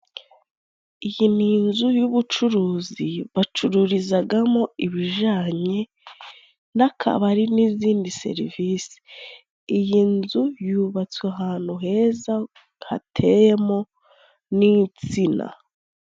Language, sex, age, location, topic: Kinyarwanda, female, 25-35, Musanze, finance